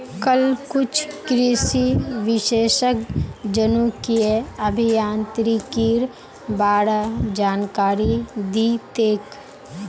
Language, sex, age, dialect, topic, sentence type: Magahi, female, 18-24, Northeastern/Surjapuri, agriculture, statement